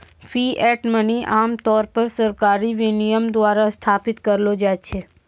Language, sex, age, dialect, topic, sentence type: Maithili, female, 18-24, Angika, banking, statement